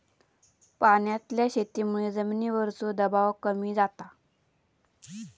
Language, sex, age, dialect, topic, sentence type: Marathi, female, 25-30, Southern Konkan, agriculture, statement